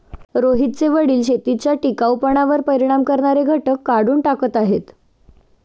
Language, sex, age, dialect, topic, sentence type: Marathi, female, 18-24, Standard Marathi, agriculture, statement